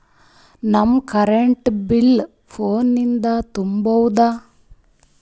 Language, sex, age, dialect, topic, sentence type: Kannada, female, 25-30, Northeastern, banking, question